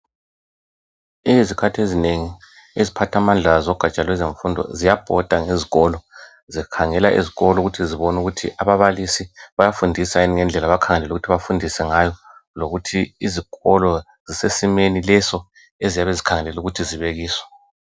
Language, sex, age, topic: North Ndebele, male, 36-49, education